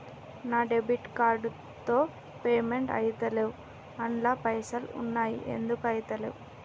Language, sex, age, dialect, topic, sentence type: Telugu, male, 31-35, Telangana, banking, question